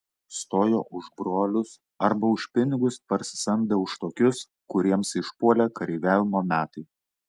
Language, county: Lithuanian, Klaipėda